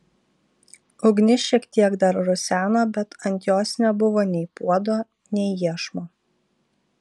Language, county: Lithuanian, Vilnius